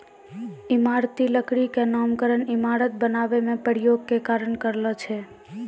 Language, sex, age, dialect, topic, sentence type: Maithili, female, 18-24, Angika, agriculture, statement